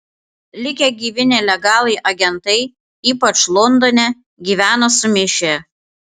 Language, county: Lithuanian, Panevėžys